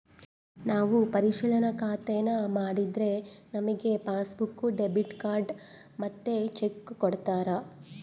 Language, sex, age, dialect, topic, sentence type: Kannada, female, 31-35, Central, banking, statement